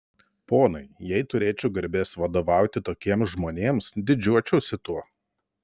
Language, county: Lithuanian, Telšiai